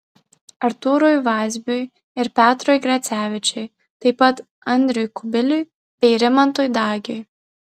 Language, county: Lithuanian, Vilnius